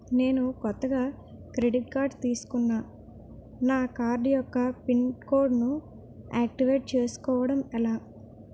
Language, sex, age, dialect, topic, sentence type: Telugu, female, 18-24, Utterandhra, banking, question